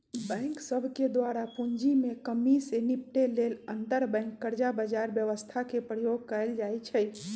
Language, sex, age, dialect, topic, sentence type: Magahi, male, 18-24, Western, banking, statement